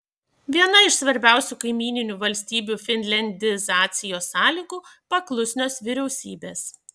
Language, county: Lithuanian, Šiauliai